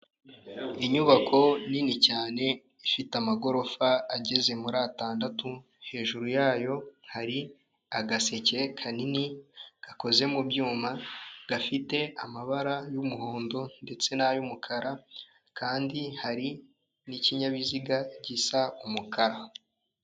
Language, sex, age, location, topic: Kinyarwanda, male, 25-35, Kigali, government